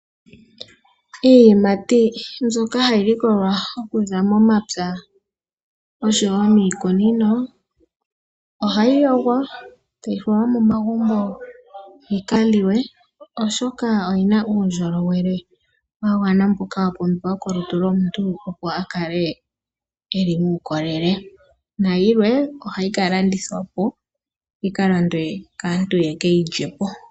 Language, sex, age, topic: Oshiwambo, female, 18-24, finance